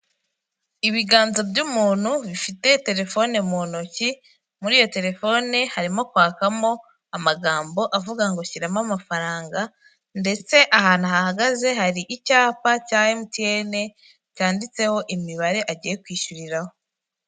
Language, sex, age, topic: Kinyarwanda, female, 25-35, finance